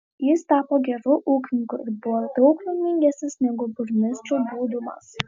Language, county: Lithuanian, Vilnius